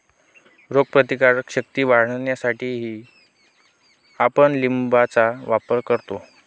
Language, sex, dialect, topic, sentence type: Marathi, male, Northern Konkan, agriculture, statement